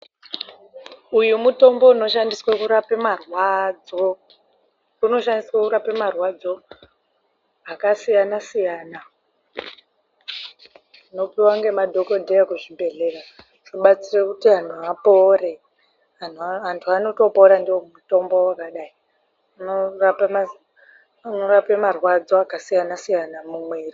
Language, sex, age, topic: Ndau, female, 18-24, health